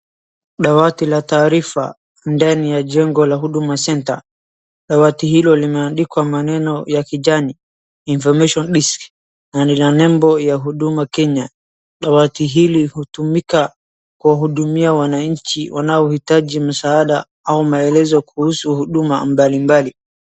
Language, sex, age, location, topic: Swahili, male, 18-24, Wajir, government